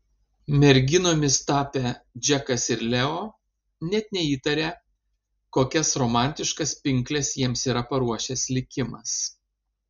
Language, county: Lithuanian, Panevėžys